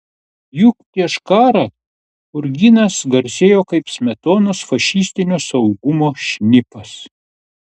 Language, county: Lithuanian, Klaipėda